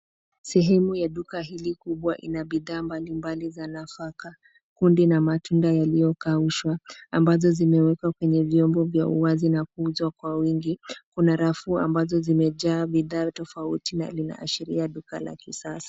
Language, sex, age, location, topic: Swahili, female, 25-35, Nairobi, finance